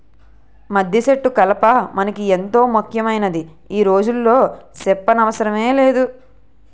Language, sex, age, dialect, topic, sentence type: Telugu, female, 18-24, Utterandhra, agriculture, statement